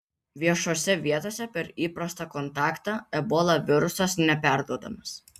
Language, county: Lithuanian, Vilnius